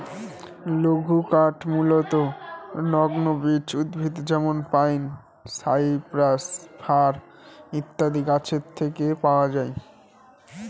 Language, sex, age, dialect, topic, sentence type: Bengali, male, <18, Northern/Varendri, agriculture, statement